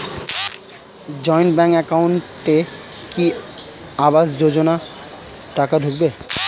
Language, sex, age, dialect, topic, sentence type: Bengali, male, 18-24, Standard Colloquial, banking, question